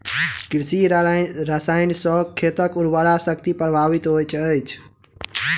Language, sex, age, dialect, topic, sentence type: Maithili, male, 18-24, Southern/Standard, agriculture, statement